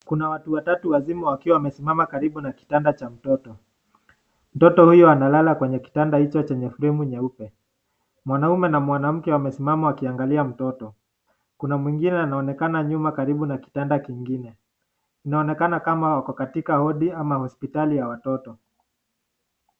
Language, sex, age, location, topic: Swahili, male, 18-24, Nakuru, health